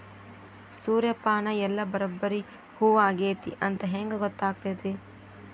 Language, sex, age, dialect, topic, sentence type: Kannada, female, 25-30, Dharwad Kannada, agriculture, question